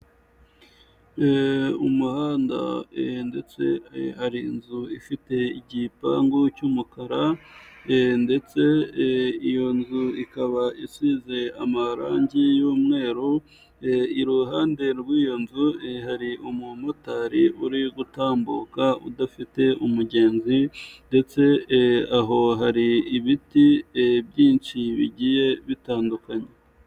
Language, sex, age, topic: Kinyarwanda, male, 18-24, government